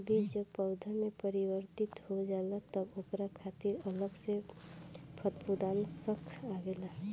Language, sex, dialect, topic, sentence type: Bhojpuri, female, Northern, agriculture, statement